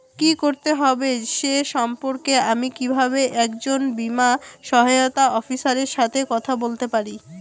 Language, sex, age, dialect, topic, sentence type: Bengali, female, 18-24, Rajbangshi, banking, question